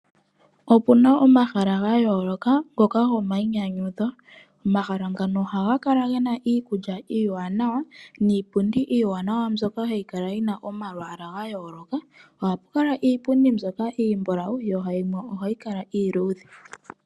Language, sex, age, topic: Oshiwambo, male, 25-35, agriculture